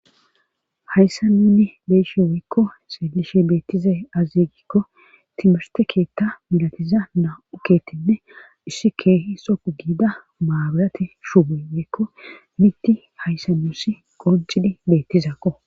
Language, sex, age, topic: Gamo, female, 36-49, government